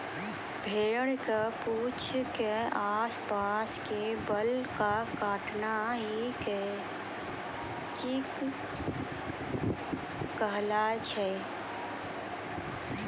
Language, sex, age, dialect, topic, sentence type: Maithili, female, 36-40, Angika, agriculture, statement